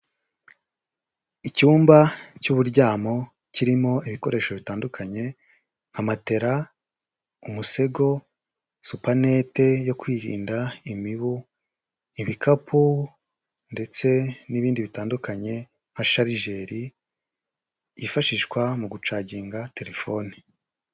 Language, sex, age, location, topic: Kinyarwanda, male, 25-35, Huye, education